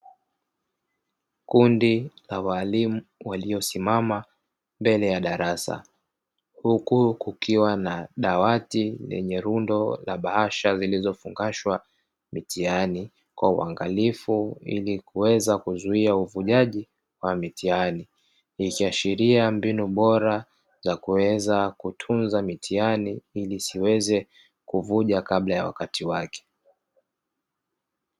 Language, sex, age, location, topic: Swahili, male, 36-49, Dar es Salaam, education